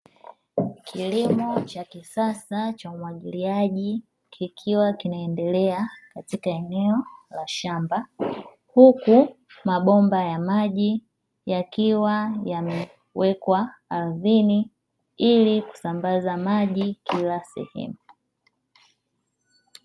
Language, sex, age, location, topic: Swahili, male, 18-24, Dar es Salaam, agriculture